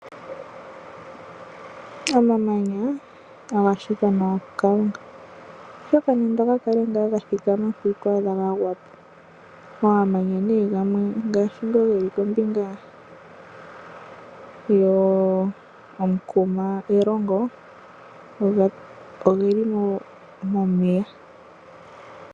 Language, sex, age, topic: Oshiwambo, female, 25-35, agriculture